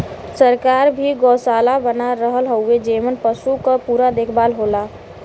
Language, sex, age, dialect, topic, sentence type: Bhojpuri, female, 18-24, Western, agriculture, statement